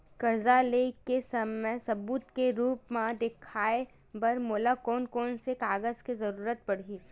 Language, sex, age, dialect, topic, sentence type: Chhattisgarhi, female, 60-100, Western/Budati/Khatahi, banking, statement